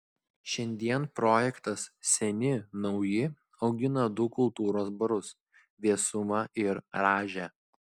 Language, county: Lithuanian, Klaipėda